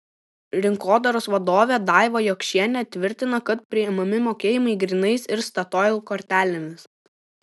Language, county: Lithuanian, Šiauliai